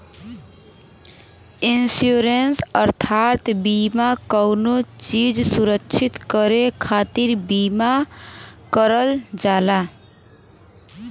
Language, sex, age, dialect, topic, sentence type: Bhojpuri, female, 18-24, Western, banking, statement